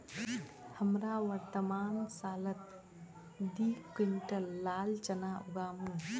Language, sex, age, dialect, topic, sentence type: Magahi, female, 25-30, Northeastern/Surjapuri, agriculture, statement